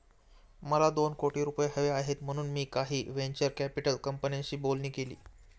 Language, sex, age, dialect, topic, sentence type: Marathi, male, 18-24, Standard Marathi, banking, statement